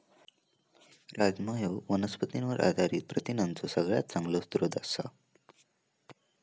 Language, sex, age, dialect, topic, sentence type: Marathi, male, 18-24, Southern Konkan, agriculture, statement